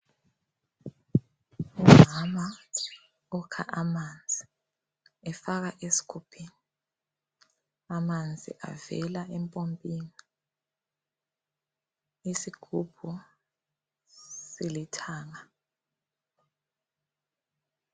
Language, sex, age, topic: North Ndebele, female, 25-35, health